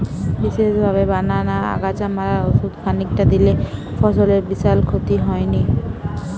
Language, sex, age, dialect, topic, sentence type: Bengali, female, 18-24, Western, agriculture, statement